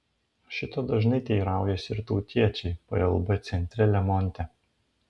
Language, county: Lithuanian, Panevėžys